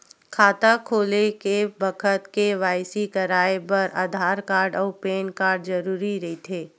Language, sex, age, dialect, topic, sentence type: Chhattisgarhi, female, 46-50, Western/Budati/Khatahi, banking, statement